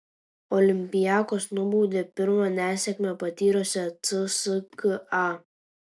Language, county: Lithuanian, Tauragė